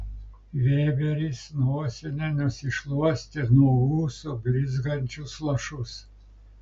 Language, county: Lithuanian, Klaipėda